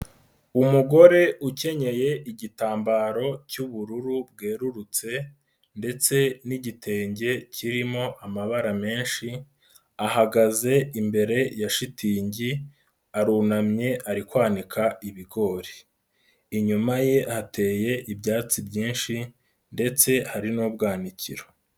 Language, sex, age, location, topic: Kinyarwanda, male, 25-35, Nyagatare, agriculture